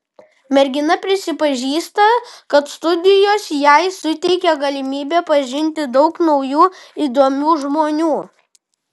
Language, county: Lithuanian, Vilnius